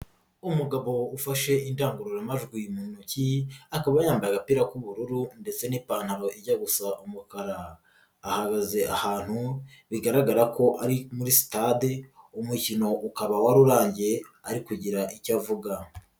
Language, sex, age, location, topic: Kinyarwanda, female, 36-49, Nyagatare, government